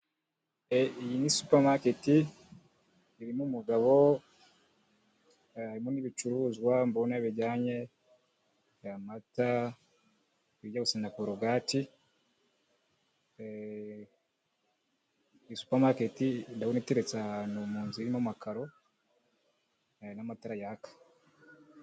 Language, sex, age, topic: Kinyarwanda, male, 25-35, finance